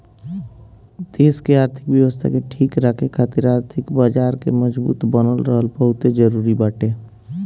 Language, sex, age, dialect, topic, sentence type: Bhojpuri, male, 25-30, Northern, banking, statement